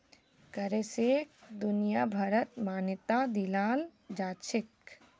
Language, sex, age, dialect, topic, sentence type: Magahi, female, 18-24, Northeastern/Surjapuri, banking, statement